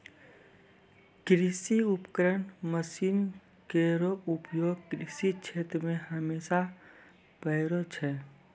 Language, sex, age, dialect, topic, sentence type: Maithili, male, 18-24, Angika, agriculture, statement